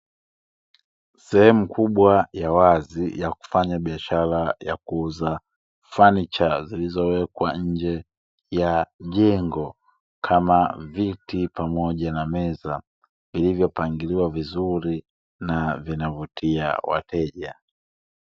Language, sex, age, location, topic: Swahili, male, 25-35, Dar es Salaam, finance